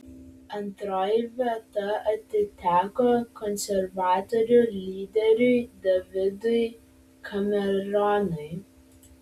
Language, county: Lithuanian, Vilnius